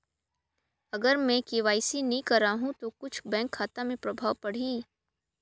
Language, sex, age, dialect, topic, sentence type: Chhattisgarhi, female, 18-24, Northern/Bhandar, banking, question